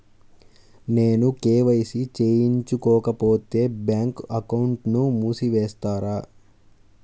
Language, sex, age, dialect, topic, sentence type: Telugu, male, 18-24, Central/Coastal, banking, question